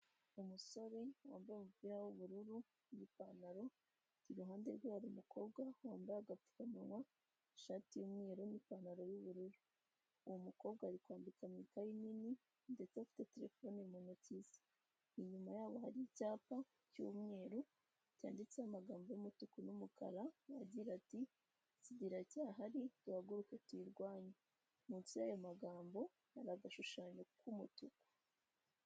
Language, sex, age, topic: Kinyarwanda, female, 18-24, health